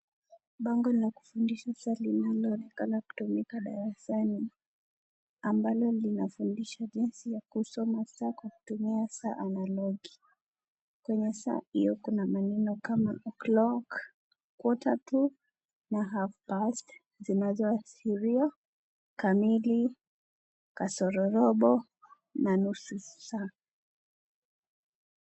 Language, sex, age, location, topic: Swahili, female, 18-24, Kisii, education